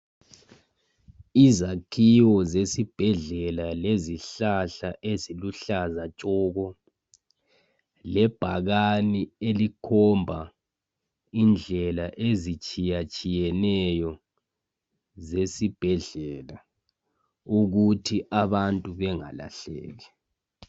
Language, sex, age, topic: North Ndebele, male, 25-35, health